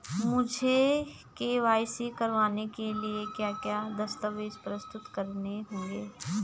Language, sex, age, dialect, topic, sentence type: Hindi, female, 36-40, Garhwali, banking, question